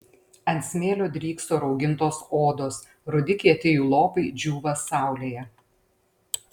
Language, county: Lithuanian, Panevėžys